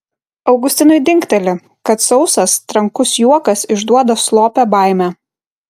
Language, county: Lithuanian, Kaunas